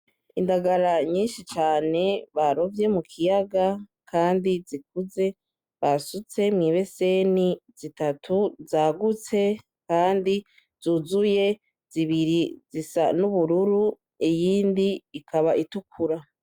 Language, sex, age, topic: Rundi, female, 18-24, agriculture